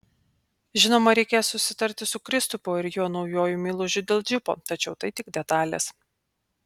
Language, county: Lithuanian, Panevėžys